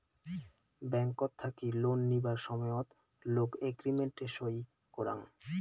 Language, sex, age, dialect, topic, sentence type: Bengali, male, 18-24, Rajbangshi, banking, statement